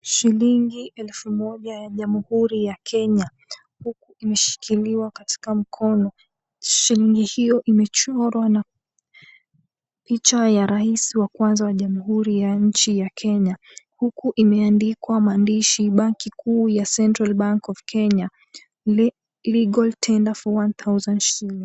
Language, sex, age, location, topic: Swahili, female, 18-24, Mombasa, finance